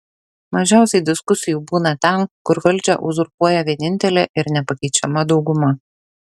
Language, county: Lithuanian, Šiauliai